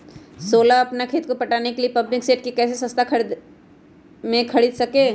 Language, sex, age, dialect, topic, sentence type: Magahi, female, 31-35, Western, agriculture, question